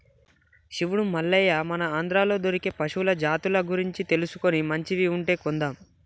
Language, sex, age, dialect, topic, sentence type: Telugu, male, 18-24, Telangana, agriculture, statement